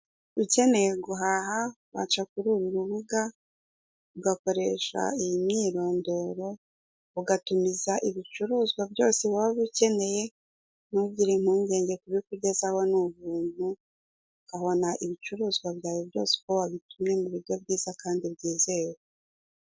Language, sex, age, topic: Kinyarwanda, female, 36-49, finance